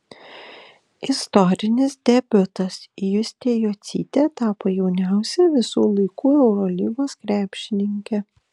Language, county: Lithuanian, Kaunas